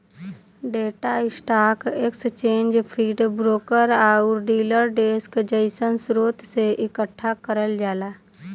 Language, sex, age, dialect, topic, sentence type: Bhojpuri, female, 18-24, Western, banking, statement